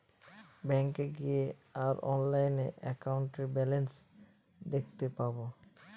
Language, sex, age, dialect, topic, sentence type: Bengali, male, 25-30, Northern/Varendri, banking, statement